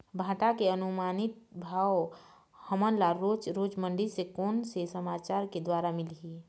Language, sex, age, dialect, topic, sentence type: Chhattisgarhi, female, 46-50, Eastern, agriculture, question